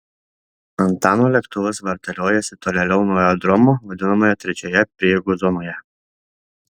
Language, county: Lithuanian, Šiauliai